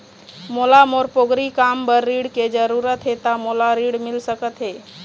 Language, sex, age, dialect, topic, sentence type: Chhattisgarhi, female, 31-35, Eastern, banking, question